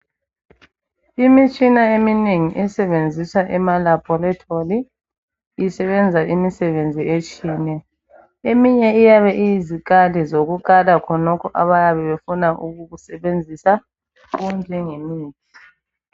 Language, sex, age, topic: North Ndebele, female, 25-35, health